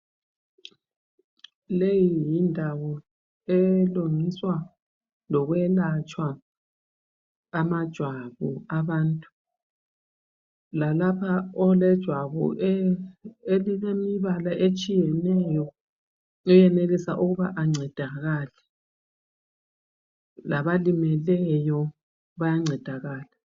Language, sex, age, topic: North Ndebele, female, 50+, health